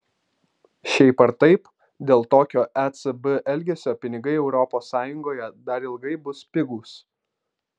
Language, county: Lithuanian, Vilnius